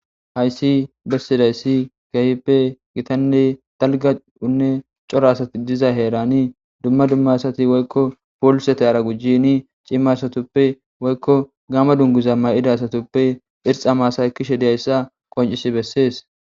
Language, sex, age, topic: Gamo, male, 18-24, government